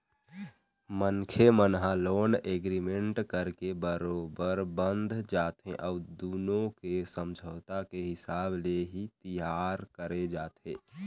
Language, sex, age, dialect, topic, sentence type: Chhattisgarhi, male, 18-24, Eastern, banking, statement